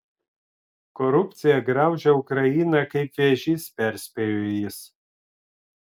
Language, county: Lithuanian, Vilnius